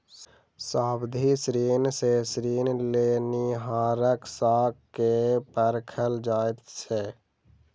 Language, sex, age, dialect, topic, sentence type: Maithili, male, 60-100, Southern/Standard, banking, statement